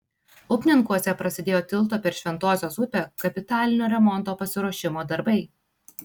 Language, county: Lithuanian, Tauragė